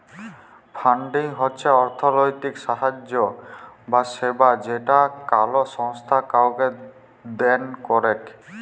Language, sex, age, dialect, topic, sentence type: Bengali, male, 18-24, Jharkhandi, banking, statement